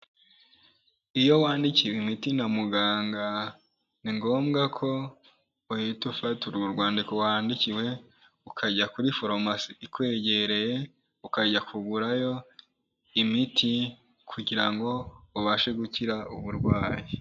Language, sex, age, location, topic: Kinyarwanda, male, 18-24, Kigali, health